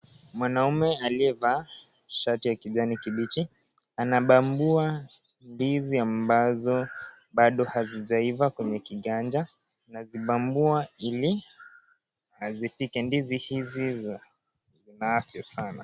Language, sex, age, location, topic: Swahili, male, 18-24, Kisii, agriculture